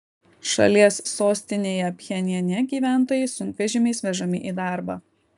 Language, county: Lithuanian, Kaunas